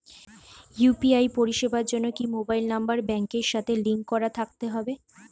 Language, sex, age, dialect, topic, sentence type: Bengali, female, 25-30, Standard Colloquial, banking, question